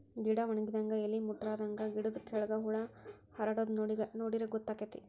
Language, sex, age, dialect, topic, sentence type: Kannada, female, 41-45, Dharwad Kannada, agriculture, statement